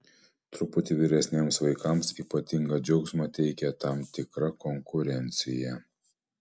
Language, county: Lithuanian, Panevėžys